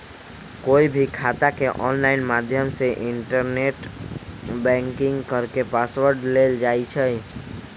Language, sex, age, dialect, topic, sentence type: Magahi, female, 36-40, Western, banking, statement